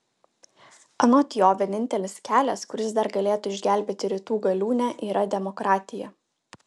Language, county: Lithuanian, Utena